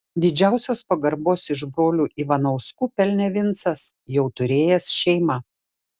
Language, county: Lithuanian, Šiauliai